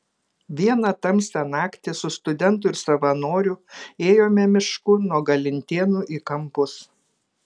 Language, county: Lithuanian, Kaunas